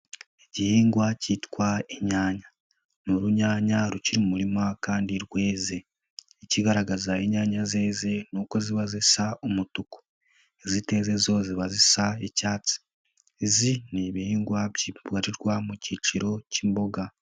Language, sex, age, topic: Kinyarwanda, male, 18-24, agriculture